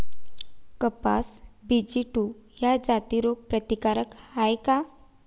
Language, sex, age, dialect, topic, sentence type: Marathi, female, 25-30, Varhadi, agriculture, question